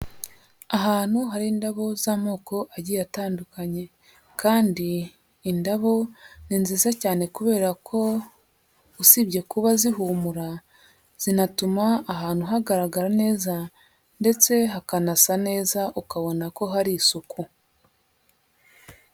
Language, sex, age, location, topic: Kinyarwanda, female, 36-49, Huye, agriculture